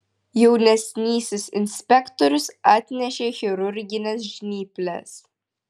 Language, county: Lithuanian, Vilnius